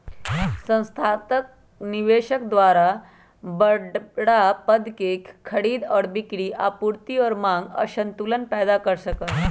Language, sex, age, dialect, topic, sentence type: Magahi, female, 25-30, Western, banking, statement